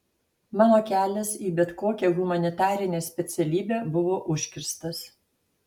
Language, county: Lithuanian, Alytus